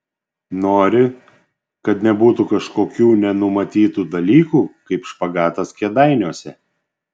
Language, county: Lithuanian, Šiauliai